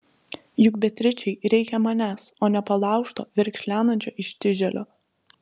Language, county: Lithuanian, Telšiai